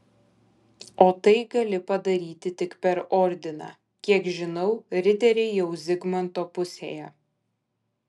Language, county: Lithuanian, Kaunas